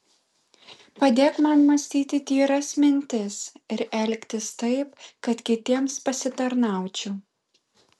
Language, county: Lithuanian, Kaunas